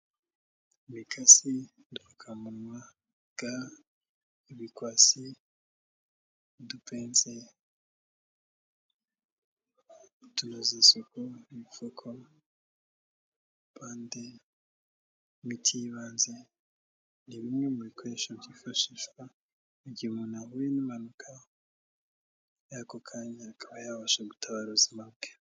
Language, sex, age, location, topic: Kinyarwanda, male, 18-24, Kigali, health